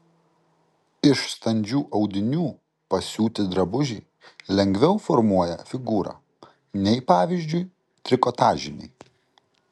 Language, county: Lithuanian, Kaunas